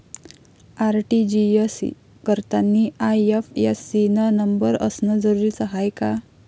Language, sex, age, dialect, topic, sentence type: Marathi, female, 51-55, Varhadi, banking, question